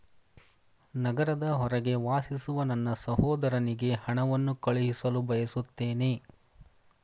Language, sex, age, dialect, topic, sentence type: Kannada, male, 31-35, Mysore Kannada, banking, statement